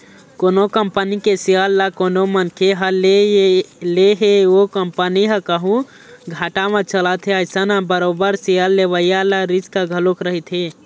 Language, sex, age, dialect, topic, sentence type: Chhattisgarhi, male, 18-24, Eastern, banking, statement